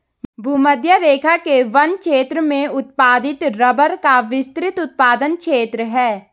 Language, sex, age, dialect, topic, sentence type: Hindi, female, 18-24, Garhwali, agriculture, statement